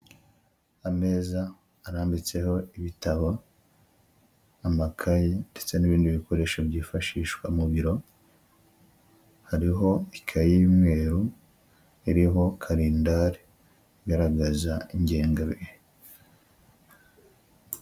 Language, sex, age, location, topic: Kinyarwanda, male, 25-35, Huye, education